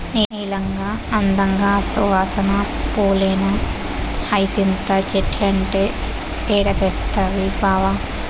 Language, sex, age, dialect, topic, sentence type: Telugu, female, 18-24, Southern, agriculture, statement